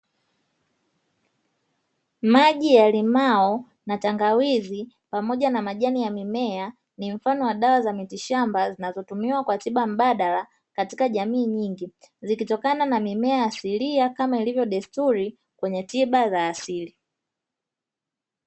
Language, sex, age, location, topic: Swahili, female, 25-35, Dar es Salaam, health